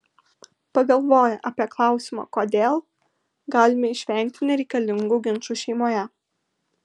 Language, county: Lithuanian, Kaunas